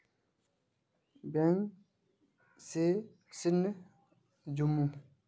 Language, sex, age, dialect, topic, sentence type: Magahi, male, 18-24, Northeastern/Surjapuri, banking, question